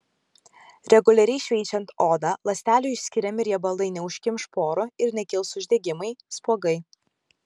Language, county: Lithuanian, Kaunas